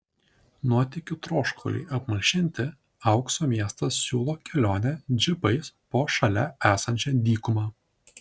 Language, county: Lithuanian, Šiauliai